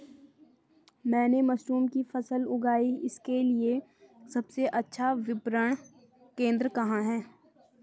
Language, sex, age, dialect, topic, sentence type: Hindi, female, 25-30, Garhwali, agriculture, question